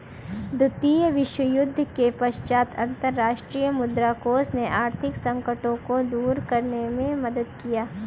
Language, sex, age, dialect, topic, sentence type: Hindi, female, 36-40, Kanauji Braj Bhasha, banking, statement